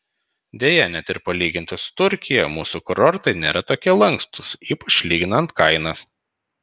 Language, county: Lithuanian, Vilnius